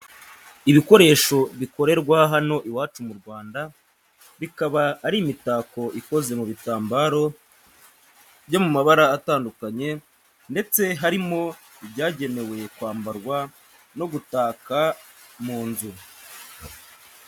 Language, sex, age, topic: Kinyarwanda, male, 18-24, education